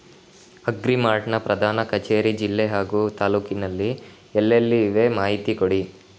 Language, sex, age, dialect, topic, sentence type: Kannada, male, 25-30, Coastal/Dakshin, agriculture, question